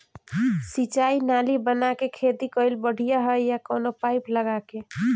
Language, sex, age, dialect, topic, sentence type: Bhojpuri, male, 18-24, Northern, agriculture, question